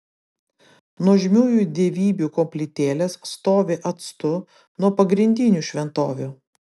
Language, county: Lithuanian, Vilnius